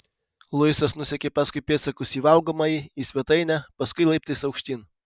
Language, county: Lithuanian, Kaunas